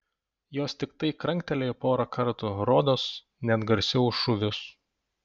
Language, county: Lithuanian, Panevėžys